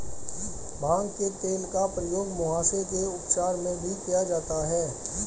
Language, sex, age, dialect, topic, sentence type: Hindi, female, 25-30, Hindustani Malvi Khadi Boli, agriculture, statement